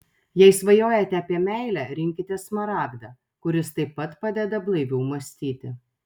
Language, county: Lithuanian, Telšiai